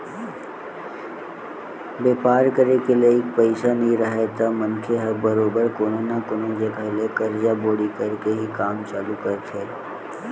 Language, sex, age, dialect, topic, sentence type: Chhattisgarhi, male, 18-24, Western/Budati/Khatahi, banking, statement